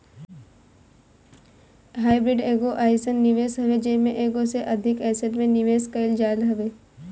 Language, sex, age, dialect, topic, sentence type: Bhojpuri, female, 18-24, Northern, banking, statement